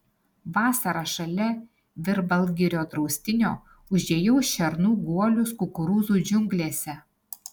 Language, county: Lithuanian, Alytus